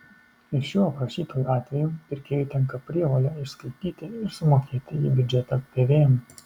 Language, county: Lithuanian, Kaunas